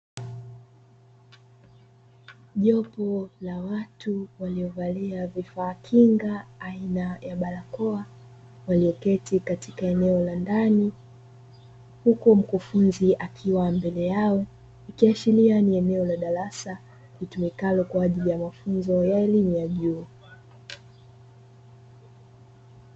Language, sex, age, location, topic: Swahili, female, 25-35, Dar es Salaam, education